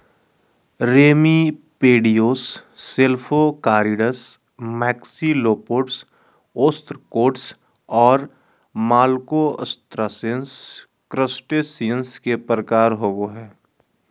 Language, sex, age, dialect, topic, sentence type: Magahi, male, 25-30, Southern, agriculture, statement